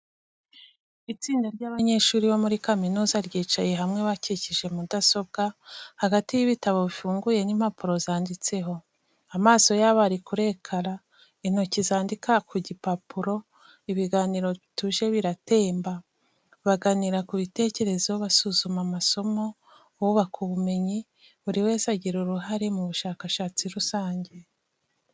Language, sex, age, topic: Kinyarwanda, female, 25-35, education